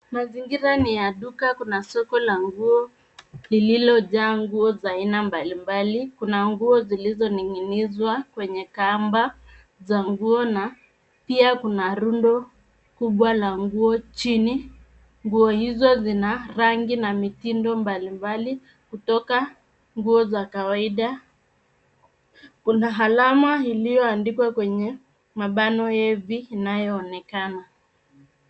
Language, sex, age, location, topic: Swahili, female, 25-35, Nairobi, finance